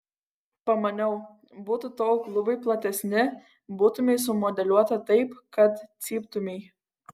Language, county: Lithuanian, Kaunas